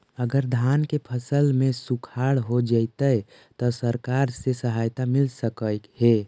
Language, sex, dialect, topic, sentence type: Magahi, male, Central/Standard, agriculture, question